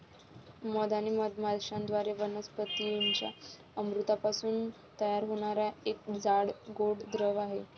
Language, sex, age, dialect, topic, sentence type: Marathi, female, 25-30, Varhadi, agriculture, statement